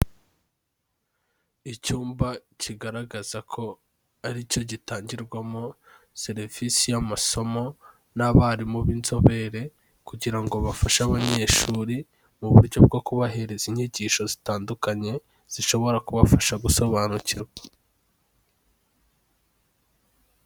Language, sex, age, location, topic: Kinyarwanda, male, 18-24, Kigali, education